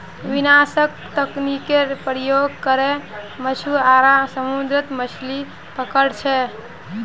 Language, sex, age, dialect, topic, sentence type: Magahi, female, 60-100, Northeastern/Surjapuri, agriculture, statement